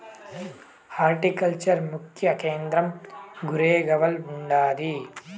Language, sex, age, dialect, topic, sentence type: Telugu, male, 18-24, Southern, agriculture, statement